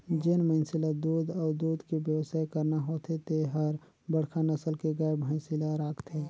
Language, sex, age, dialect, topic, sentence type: Chhattisgarhi, male, 36-40, Northern/Bhandar, agriculture, statement